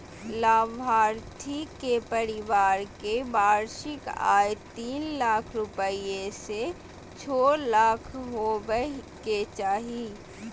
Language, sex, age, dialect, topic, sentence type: Magahi, female, 18-24, Southern, banking, statement